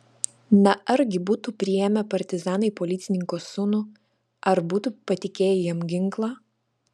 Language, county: Lithuanian, Vilnius